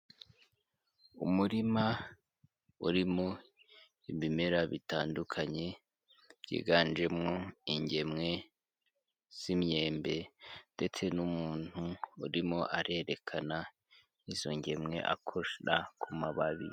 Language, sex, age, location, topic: Kinyarwanda, female, 18-24, Kigali, agriculture